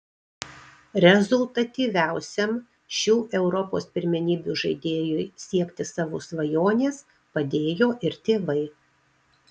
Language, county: Lithuanian, Marijampolė